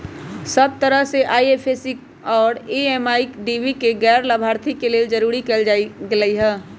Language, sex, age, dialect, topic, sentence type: Magahi, female, 25-30, Western, banking, statement